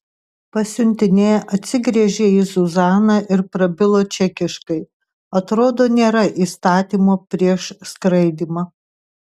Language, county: Lithuanian, Tauragė